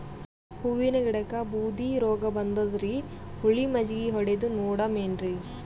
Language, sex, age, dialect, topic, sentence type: Kannada, female, 18-24, Northeastern, agriculture, question